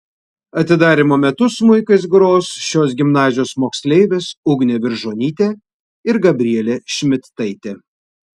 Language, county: Lithuanian, Vilnius